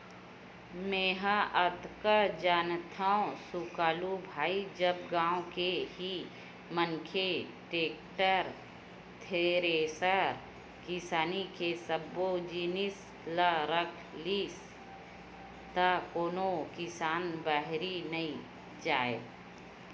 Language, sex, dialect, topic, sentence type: Chhattisgarhi, female, Western/Budati/Khatahi, banking, statement